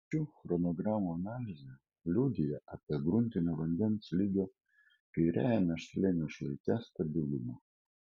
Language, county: Lithuanian, Kaunas